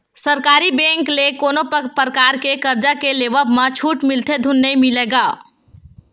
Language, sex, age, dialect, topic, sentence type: Chhattisgarhi, female, 18-24, Western/Budati/Khatahi, banking, statement